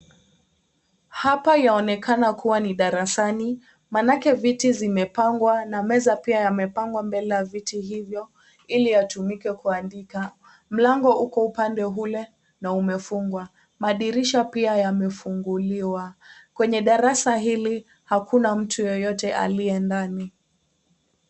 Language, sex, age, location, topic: Swahili, female, 18-24, Kisii, education